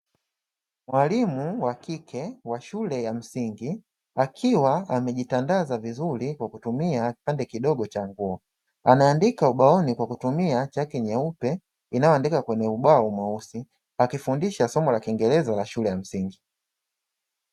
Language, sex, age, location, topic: Swahili, male, 25-35, Dar es Salaam, education